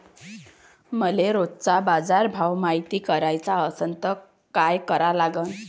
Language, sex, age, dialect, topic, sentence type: Marathi, female, 60-100, Varhadi, agriculture, question